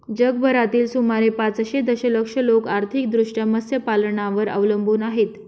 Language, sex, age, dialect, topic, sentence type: Marathi, male, 18-24, Northern Konkan, agriculture, statement